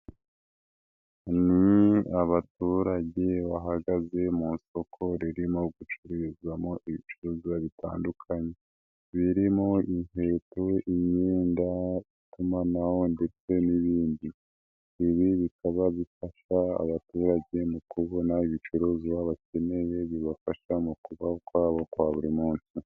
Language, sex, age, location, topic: Kinyarwanda, male, 18-24, Nyagatare, finance